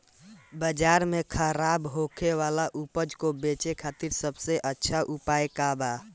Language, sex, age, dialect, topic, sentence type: Bhojpuri, male, 18-24, Northern, agriculture, statement